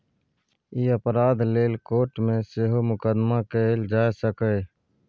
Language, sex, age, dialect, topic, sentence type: Maithili, male, 46-50, Bajjika, banking, statement